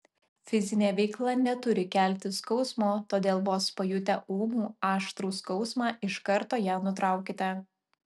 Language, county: Lithuanian, Alytus